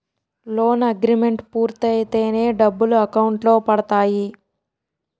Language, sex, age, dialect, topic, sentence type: Telugu, female, 18-24, Utterandhra, banking, statement